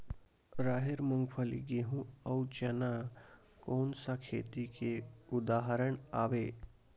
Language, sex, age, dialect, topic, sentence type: Chhattisgarhi, male, 60-100, Western/Budati/Khatahi, agriculture, question